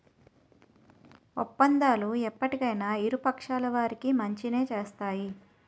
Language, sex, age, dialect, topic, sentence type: Telugu, female, 31-35, Utterandhra, banking, statement